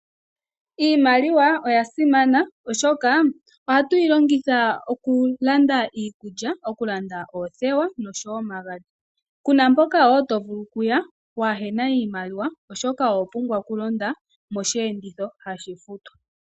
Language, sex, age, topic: Oshiwambo, female, 25-35, finance